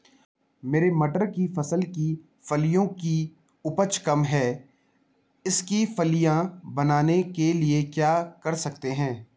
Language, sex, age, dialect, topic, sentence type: Hindi, male, 18-24, Garhwali, agriculture, question